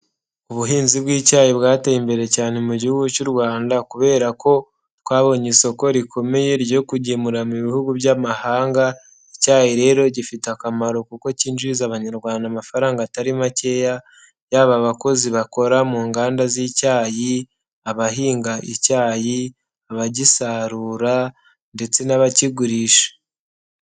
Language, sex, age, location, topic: Kinyarwanda, male, 18-24, Nyagatare, agriculture